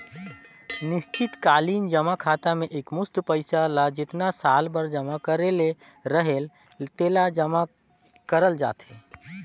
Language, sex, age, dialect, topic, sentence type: Chhattisgarhi, male, 18-24, Northern/Bhandar, banking, statement